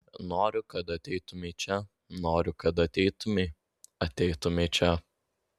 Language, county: Lithuanian, Vilnius